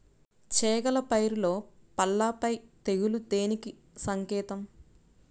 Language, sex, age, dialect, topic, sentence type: Telugu, female, 25-30, Central/Coastal, agriculture, question